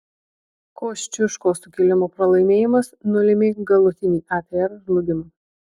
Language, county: Lithuanian, Marijampolė